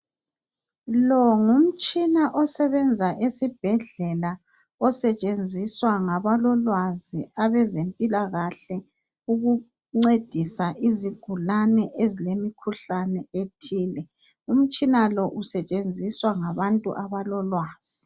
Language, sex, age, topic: North Ndebele, female, 50+, health